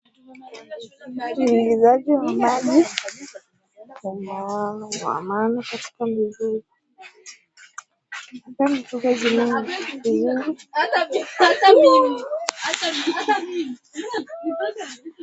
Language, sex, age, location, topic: Swahili, female, 18-24, Nakuru, health